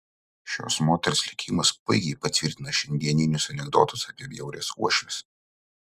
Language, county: Lithuanian, Utena